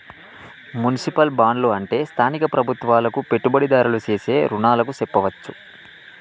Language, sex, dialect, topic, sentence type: Telugu, male, Telangana, banking, statement